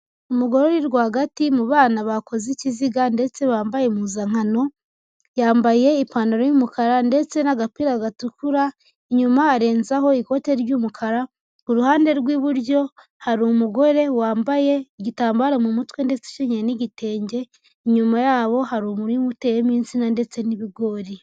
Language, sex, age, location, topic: Kinyarwanda, female, 18-24, Huye, education